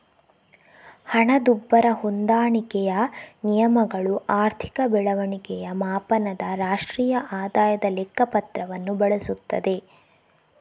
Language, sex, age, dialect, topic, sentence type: Kannada, female, 25-30, Coastal/Dakshin, banking, statement